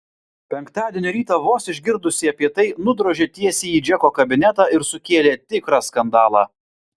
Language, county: Lithuanian, Vilnius